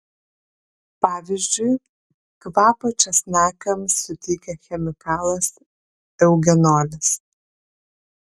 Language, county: Lithuanian, Kaunas